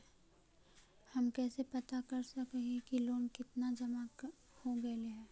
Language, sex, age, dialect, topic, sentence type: Magahi, female, 18-24, Central/Standard, banking, question